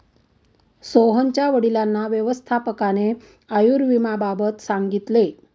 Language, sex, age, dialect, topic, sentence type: Marathi, female, 60-100, Standard Marathi, banking, statement